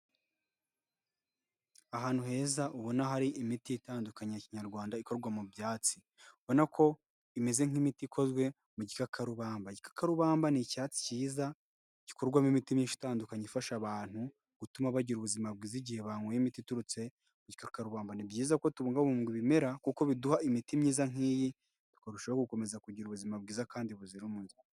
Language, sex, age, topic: Kinyarwanda, male, 18-24, health